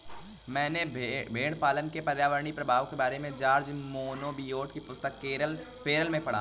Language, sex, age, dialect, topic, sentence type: Hindi, male, 18-24, Marwari Dhudhari, agriculture, statement